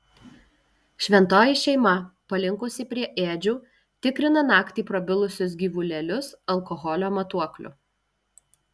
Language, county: Lithuanian, Alytus